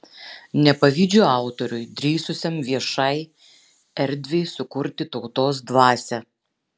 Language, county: Lithuanian, Šiauliai